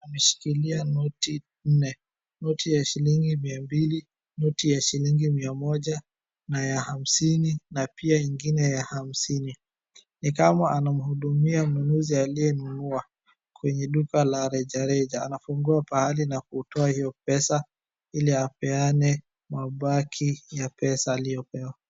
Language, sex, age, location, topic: Swahili, male, 36-49, Wajir, finance